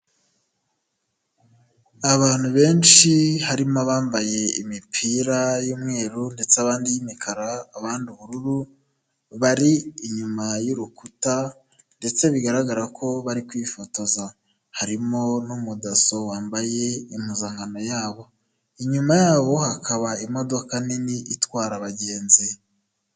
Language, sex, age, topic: Kinyarwanda, male, 25-35, health